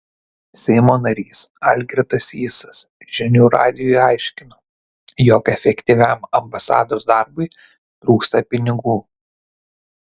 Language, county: Lithuanian, Kaunas